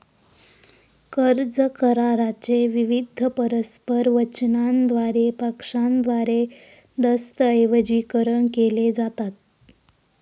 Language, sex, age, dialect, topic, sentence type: Marathi, female, 18-24, Northern Konkan, banking, statement